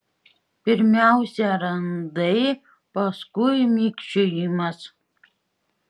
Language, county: Lithuanian, Šiauliai